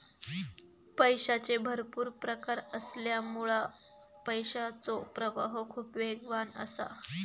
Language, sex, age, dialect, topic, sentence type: Marathi, female, 18-24, Southern Konkan, banking, statement